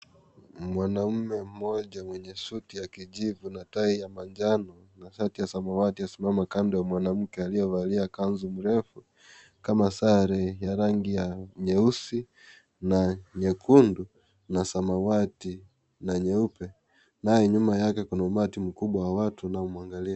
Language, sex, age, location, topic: Swahili, male, 25-35, Kisii, government